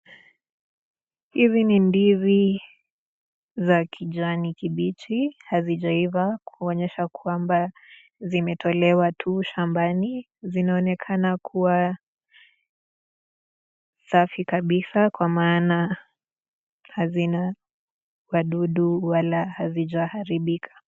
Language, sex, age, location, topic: Swahili, female, 18-24, Nakuru, agriculture